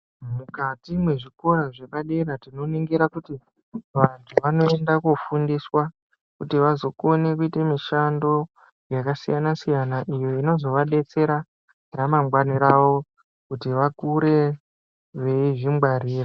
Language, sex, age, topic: Ndau, male, 25-35, education